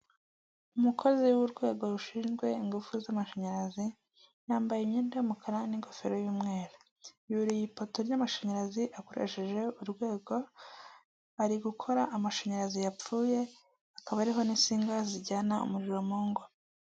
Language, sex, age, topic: Kinyarwanda, male, 18-24, government